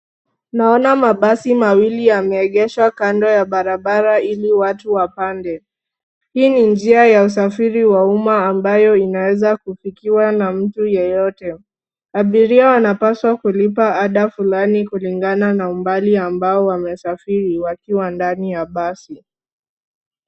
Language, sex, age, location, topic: Swahili, female, 36-49, Nairobi, government